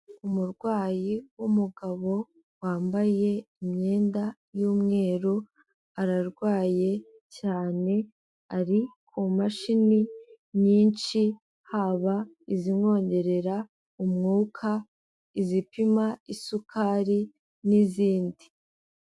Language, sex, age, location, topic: Kinyarwanda, female, 18-24, Kigali, health